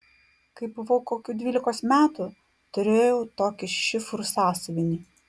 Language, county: Lithuanian, Klaipėda